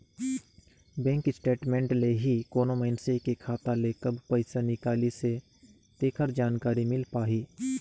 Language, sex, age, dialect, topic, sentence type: Chhattisgarhi, male, 18-24, Northern/Bhandar, banking, statement